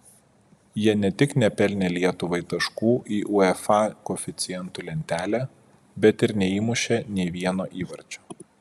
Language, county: Lithuanian, Vilnius